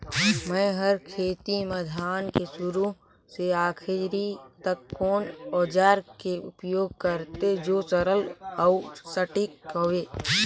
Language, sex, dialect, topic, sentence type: Chhattisgarhi, male, Northern/Bhandar, agriculture, question